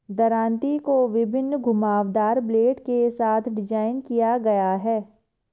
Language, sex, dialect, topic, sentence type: Hindi, female, Marwari Dhudhari, agriculture, statement